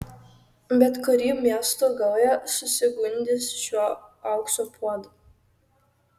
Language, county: Lithuanian, Kaunas